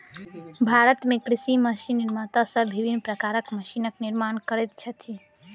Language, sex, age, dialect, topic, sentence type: Maithili, female, 18-24, Southern/Standard, agriculture, statement